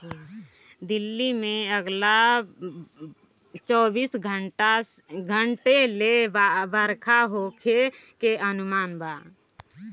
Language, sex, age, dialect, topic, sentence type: Bhojpuri, female, 25-30, Northern, agriculture, statement